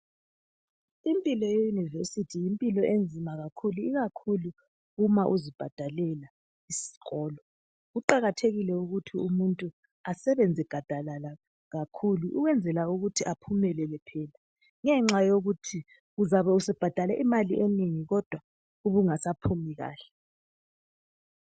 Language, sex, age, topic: North Ndebele, female, 36-49, education